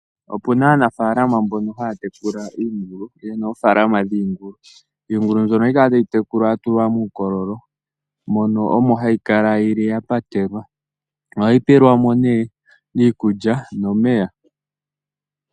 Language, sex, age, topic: Oshiwambo, male, 18-24, agriculture